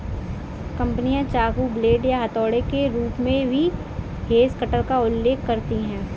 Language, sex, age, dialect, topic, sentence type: Hindi, female, 18-24, Kanauji Braj Bhasha, agriculture, statement